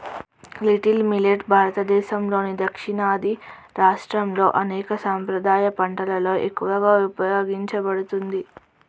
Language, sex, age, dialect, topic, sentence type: Telugu, female, 36-40, Telangana, agriculture, statement